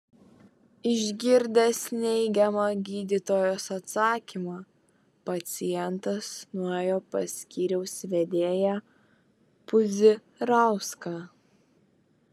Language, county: Lithuanian, Vilnius